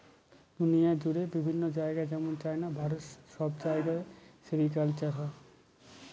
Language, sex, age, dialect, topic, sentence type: Bengali, male, 18-24, Northern/Varendri, agriculture, statement